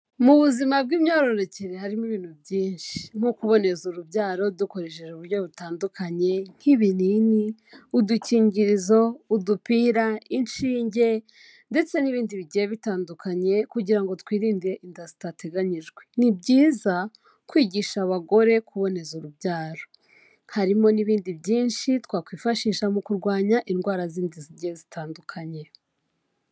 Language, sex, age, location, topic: Kinyarwanda, female, 18-24, Kigali, health